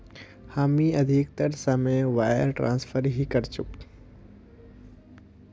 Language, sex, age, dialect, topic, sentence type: Magahi, male, 46-50, Northeastern/Surjapuri, banking, statement